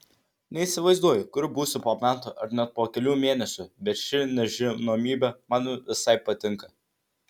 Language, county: Lithuanian, Vilnius